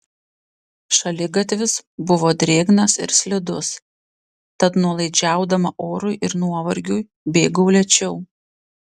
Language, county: Lithuanian, Panevėžys